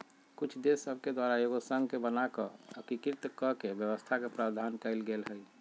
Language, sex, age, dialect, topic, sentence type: Magahi, male, 46-50, Western, banking, statement